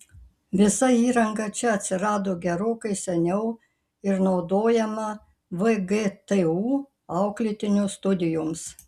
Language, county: Lithuanian, Kaunas